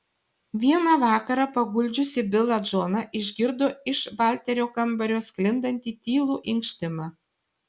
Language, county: Lithuanian, Šiauliai